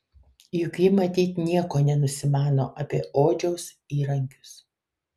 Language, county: Lithuanian, Kaunas